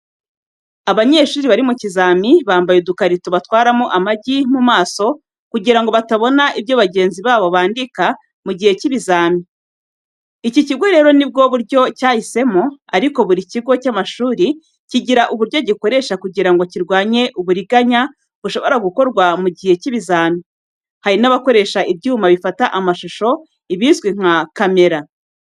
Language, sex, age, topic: Kinyarwanda, female, 36-49, education